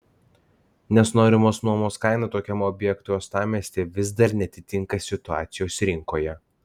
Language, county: Lithuanian, Klaipėda